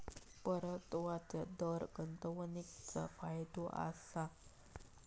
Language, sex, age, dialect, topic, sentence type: Marathi, male, 18-24, Southern Konkan, banking, statement